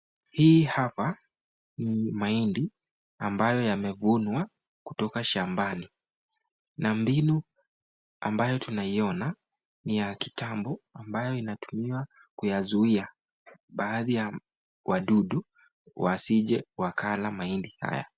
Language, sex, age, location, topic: Swahili, male, 25-35, Nakuru, agriculture